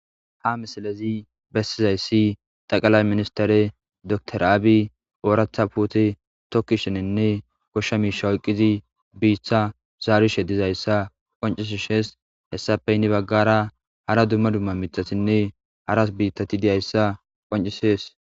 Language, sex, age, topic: Gamo, male, 25-35, agriculture